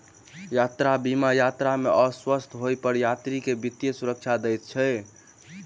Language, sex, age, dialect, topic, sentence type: Maithili, male, 18-24, Southern/Standard, banking, statement